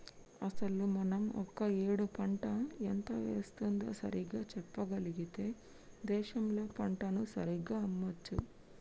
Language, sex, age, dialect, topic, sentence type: Telugu, female, 60-100, Telangana, agriculture, statement